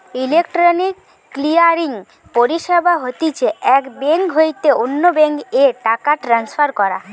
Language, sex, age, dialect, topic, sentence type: Bengali, female, 18-24, Western, banking, statement